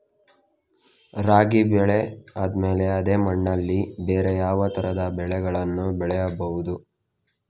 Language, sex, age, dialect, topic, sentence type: Kannada, male, 18-24, Coastal/Dakshin, agriculture, question